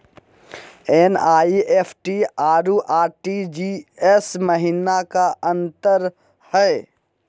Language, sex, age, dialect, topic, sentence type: Magahi, male, 56-60, Southern, banking, question